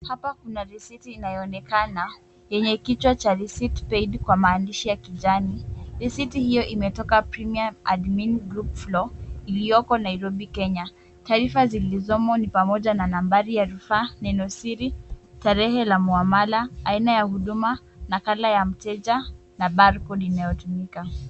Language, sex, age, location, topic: Swahili, female, 18-24, Kisumu, government